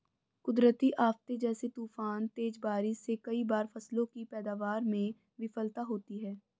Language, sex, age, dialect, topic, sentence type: Hindi, female, 25-30, Hindustani Malvi Khadi Boli, agriculture, statement